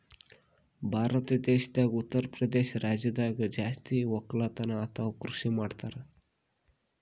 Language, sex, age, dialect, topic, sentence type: Kannada, male, 41-45, Northeastern, agriculture, statement